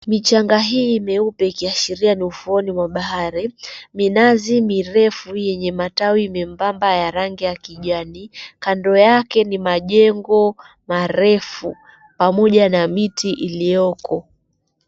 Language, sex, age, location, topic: Swahili, female, 25-35, Mombasa, government